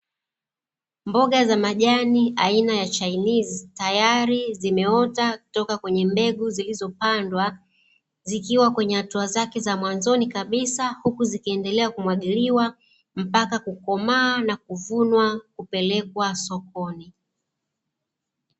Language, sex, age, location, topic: Swahili, female, 36-49, Dar es Salaam, agriculture